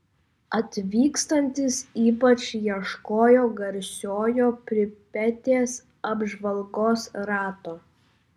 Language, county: Lithuanian, Vilnius